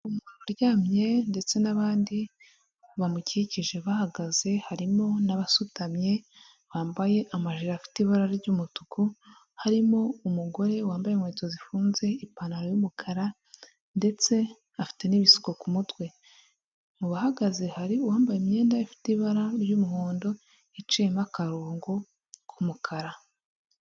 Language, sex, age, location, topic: Kinyarwanda, female, 25-35, Huye, health